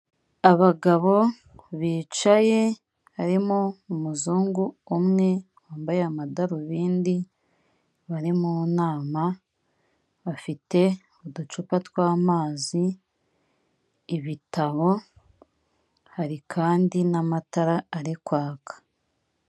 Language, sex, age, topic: Kinyarwanda, female, 36-49, government